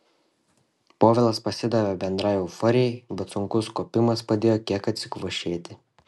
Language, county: Lithuanian, Šiauliai